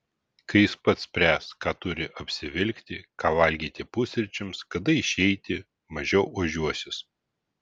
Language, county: Lithuanian, Vilnius